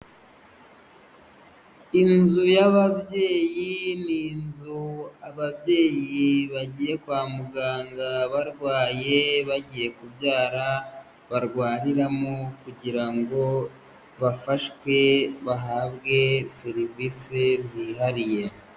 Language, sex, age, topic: Kinyarwanda, female, 18-24, health